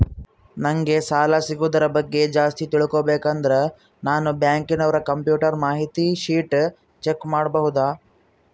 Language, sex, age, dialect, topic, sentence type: Kannada, male, 41-45, Central, banking, question